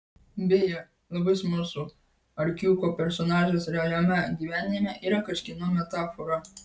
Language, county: Lithuanian, Vilnius